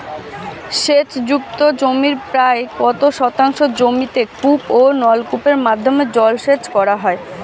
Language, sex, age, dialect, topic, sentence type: Bengali, female, 25-30, Standard Colloquial, agriculture, question